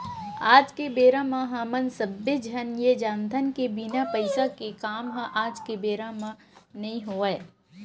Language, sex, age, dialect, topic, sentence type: Chhattisgarhi, female, 18-24, Western/Budati/Khatahi, banking, statement